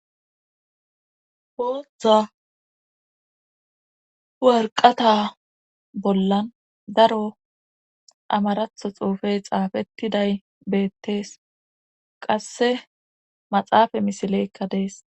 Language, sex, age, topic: Gamo, female, 25-35, government